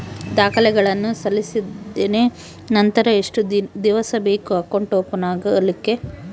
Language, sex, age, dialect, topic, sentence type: Kannada, female, 18-24, Central, banking, question